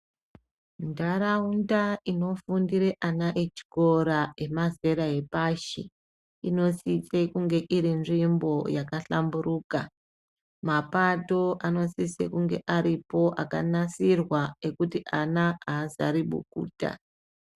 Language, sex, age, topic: Ndau, female, 36-49, education